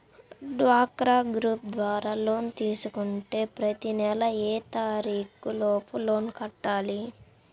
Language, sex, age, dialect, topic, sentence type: Telugu, female, 18-24, Central/Coastal, banking, question